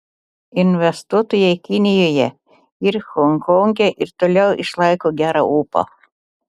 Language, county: Lithuanian, Telšiai